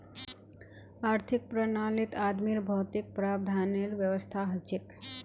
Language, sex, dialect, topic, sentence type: Magahi, female, Northeastern/Surjapuri, banking, statement